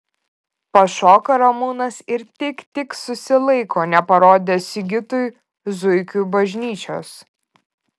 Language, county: Lithuanian, Vilnius